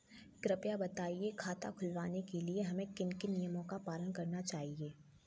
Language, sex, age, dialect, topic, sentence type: Hindi, female, 18-24, Kanauji Braj Bhasha, banking, question